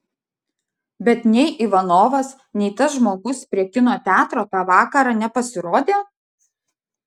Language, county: Lithuanian, Vilnius